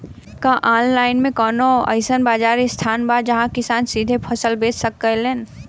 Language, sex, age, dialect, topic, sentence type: Bhojpuri, female, 18-24, Western, agriculture, statement